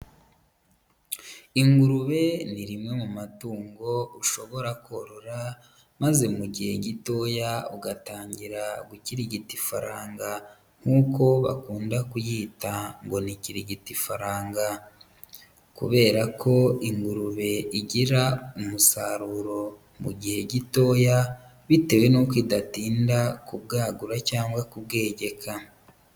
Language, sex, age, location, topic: Kinyarwanda, female, 18-24, Huye, agriculture